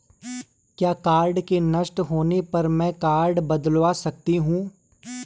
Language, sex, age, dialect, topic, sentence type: Hindi, male, 18-24, Garhwali, banking, statement